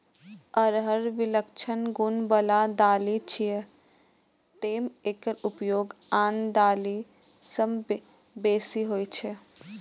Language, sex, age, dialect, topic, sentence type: Maithili, male, 18-24, Eastern / Thethi, agriculture, statement